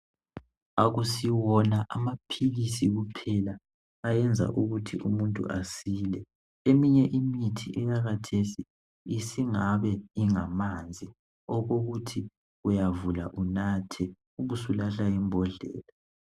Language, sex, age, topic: North Ndebele, male, 18-24, health